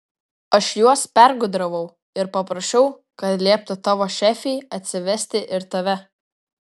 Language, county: Lithuanian, Vilnius